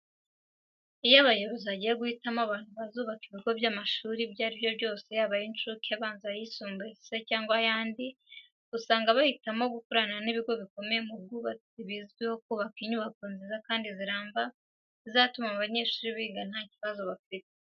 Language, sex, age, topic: Kinyarwanda, female, 18-24, education